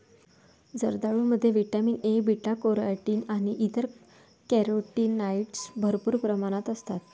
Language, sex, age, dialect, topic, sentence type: Marathi, female, 41-45, Varhadi, agriculture, statement